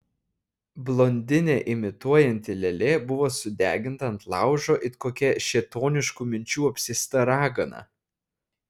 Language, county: Lithuanian, Šiauliai